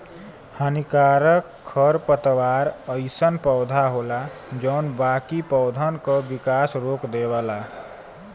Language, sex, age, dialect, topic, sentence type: Bhojpuri, male, 25-30, Western, agriculture, statement